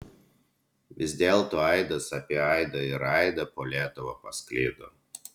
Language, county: Lithuanian, Utena